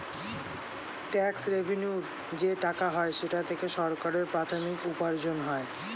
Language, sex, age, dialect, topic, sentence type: Bengali, male, 18-24, Standard Colloquial, banking, statement